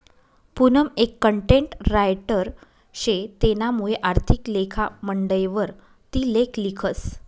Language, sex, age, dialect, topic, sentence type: Marathi, female, 25-30, Northern Konkan, banking, statement